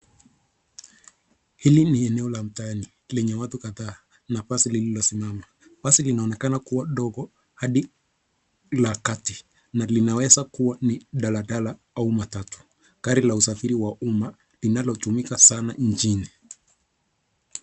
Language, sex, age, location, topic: Swahili, male, 25-35, Nairobi, government